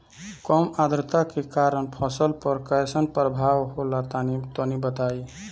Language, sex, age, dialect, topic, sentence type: Bhojpuri, male, 18-24, Northern, agriculture, question